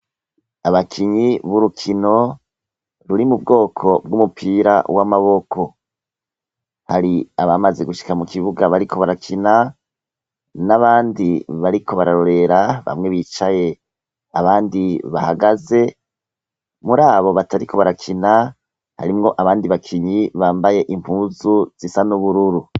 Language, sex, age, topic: Rundi, male, 36-49, education